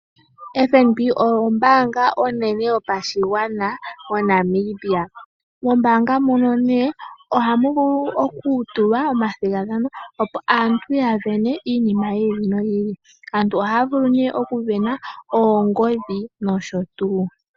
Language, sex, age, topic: Oshiwambo, female, 18-24, finance